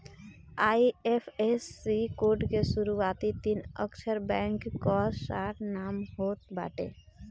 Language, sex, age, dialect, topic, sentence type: Bhojpuri, female, 25-30, Northern, banking, statement